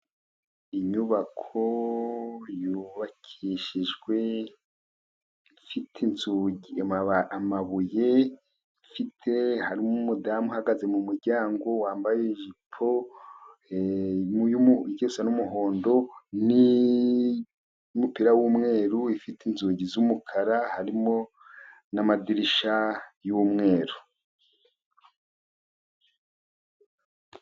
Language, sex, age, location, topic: Kinyarwanda, male, 50+, Musanze, government